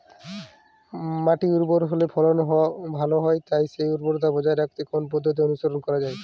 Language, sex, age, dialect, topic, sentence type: Bengali, male, 18-24, Jharkhandi, agriculture, question